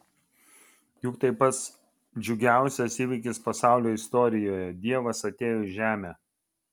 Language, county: Lithuanian, Vilnius